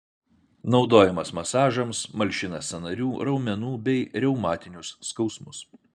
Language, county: Lithuanian, Vilnius